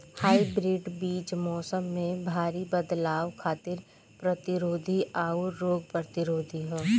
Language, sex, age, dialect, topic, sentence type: Bhojpuri, female, 25-30, Northern, agriculture, statement